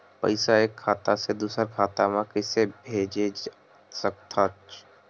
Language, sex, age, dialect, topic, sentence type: Chhattisgarhi, male, 18-24, Western/Budati/Khatahi, banking, question